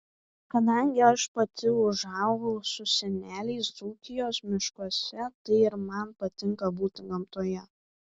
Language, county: Lithuanian, Vilnius